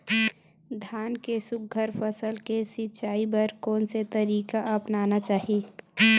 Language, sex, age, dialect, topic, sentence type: Chhattisgarhi, female, 18-24, Western/Budati/Khatahi, agriculture, question